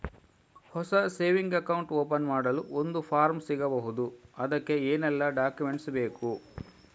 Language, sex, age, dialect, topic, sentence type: Kannada, male, 56-60, Coastal/Dakshin, banking, question